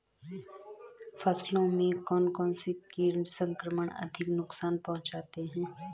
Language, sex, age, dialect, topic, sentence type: Hindi, female, 25-30, Garhwali, agriculture, question